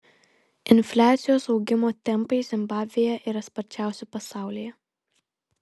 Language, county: Lithuanian, Vilnius